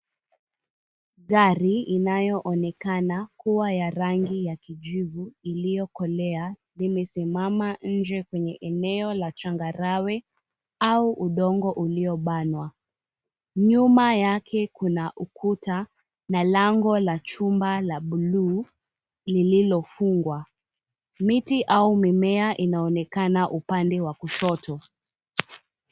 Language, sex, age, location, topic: Swahili, female, 18-24, Mombasa, finance